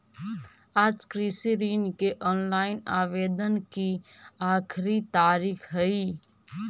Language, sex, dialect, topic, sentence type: Magahi, female, Central/Standard, banking, statement